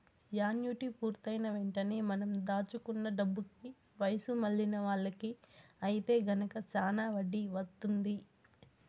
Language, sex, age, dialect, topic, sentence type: Telugu, female, 18-24, Southern, banking, statement